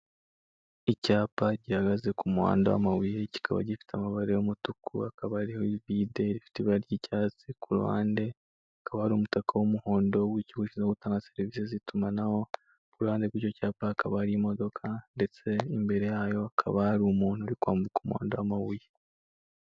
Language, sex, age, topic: Kinyarwanda, male, 18-24, finance